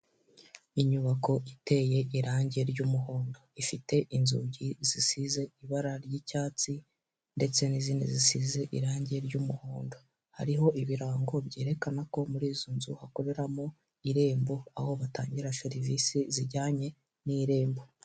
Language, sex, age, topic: Kinyarwanda, male, 18-24, government